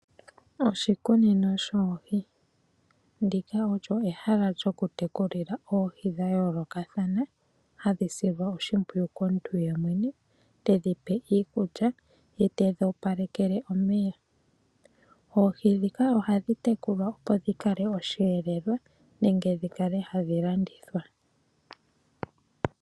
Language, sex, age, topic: Oshiwambo, female, 18-24, agriculture